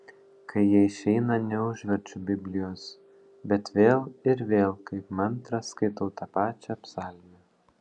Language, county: Lithuanian, Panevėžys